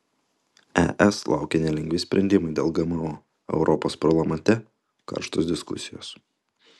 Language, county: Lithuanian, Utena